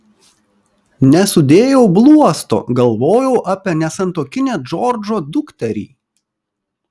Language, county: Lithuanian, Kaunas